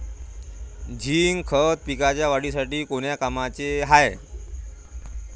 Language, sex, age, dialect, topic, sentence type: Marathi, male, 25-30, Varhadi, agriculture, question